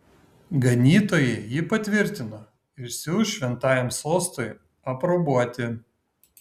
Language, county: Lithuanian, Kaunas